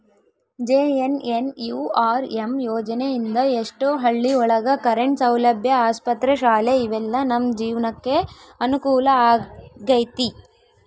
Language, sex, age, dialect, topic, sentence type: Kannada, female, 18-24, Central, banking, statement